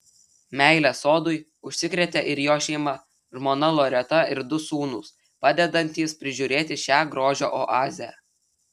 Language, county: Lithuanian, Telšiai